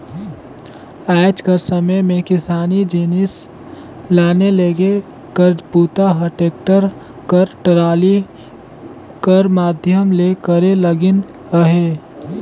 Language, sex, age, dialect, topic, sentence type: Chhattisgarhi, male, 18-24, Northern/Bhandar, agriculture, statement